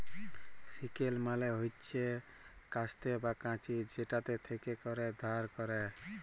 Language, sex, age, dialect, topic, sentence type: Bengali, male, 18-24, Jharkhandi, agriculture, statement